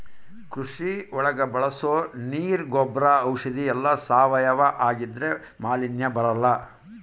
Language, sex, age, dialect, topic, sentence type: Kannada, male, 51-55, Central, agriculture, statement